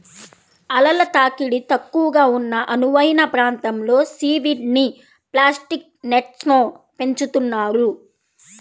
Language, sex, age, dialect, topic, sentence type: Telugu, female, 31-35, Central/Coastal, agriculture, statement